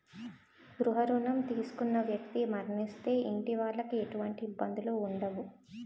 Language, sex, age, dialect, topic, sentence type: Telugu, female, 18-24, Utterandhra, banking, statement